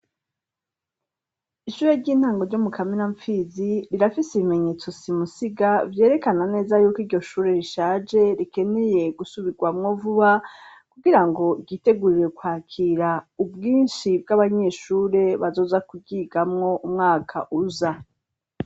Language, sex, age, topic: Rundi, female, 36-49, education